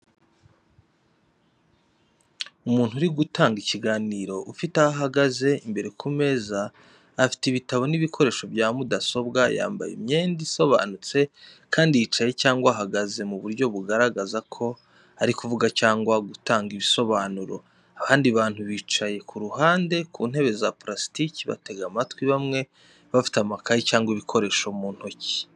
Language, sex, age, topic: Kinyarwanda, male, 25-35, education